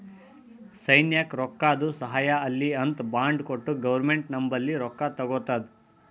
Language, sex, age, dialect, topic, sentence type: Kannada, male, 18-24, Northeastern, banking, statement